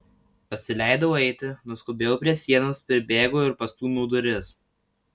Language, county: Lithuanian, Vilnius